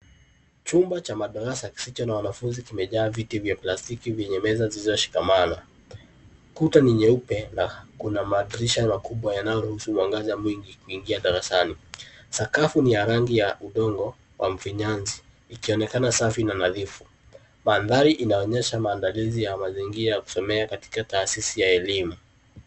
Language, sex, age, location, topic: Swahili, female, 50+, Nairobi, education